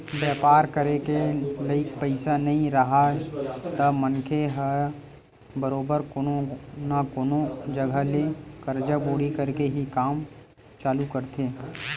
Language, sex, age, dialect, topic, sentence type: Chhattisgarhi, male, 18-24, Western/Budati/Khatahi, banking, statement